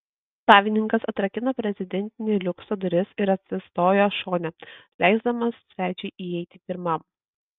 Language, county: Lithuanian, Kaunas